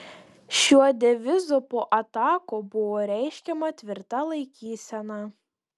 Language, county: Lithuanian, Panevėžys